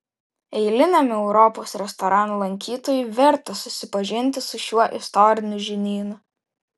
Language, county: Lithuanian, Vilnius